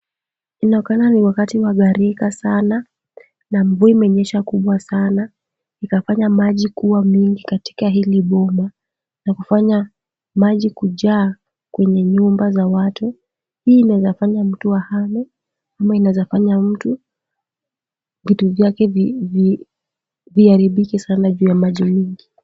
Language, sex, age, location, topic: Swahili, female, 18-24, Kisumu, health